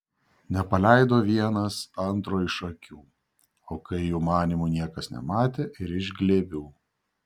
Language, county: Lithuanian, Šiauliai